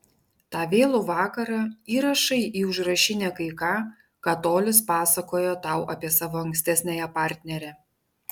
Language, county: Lithuanian, Panevėžys